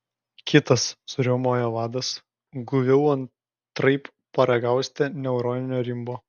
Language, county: Lithuanian, Klaipėda